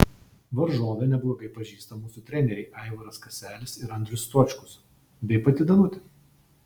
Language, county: Lithuanian, Vilnius